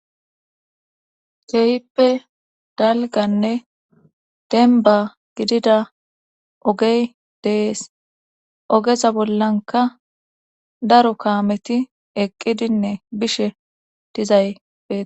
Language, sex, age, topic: Gamo, female, 25-35, government